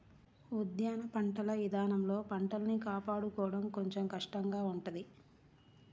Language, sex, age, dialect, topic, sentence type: Telugu, female, 36-40, Central/Coastal, agriculture, statement